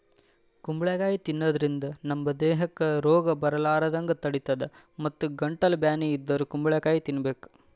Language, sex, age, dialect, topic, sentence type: Kannada, male, 18-24, Northeastern, agriculture, statement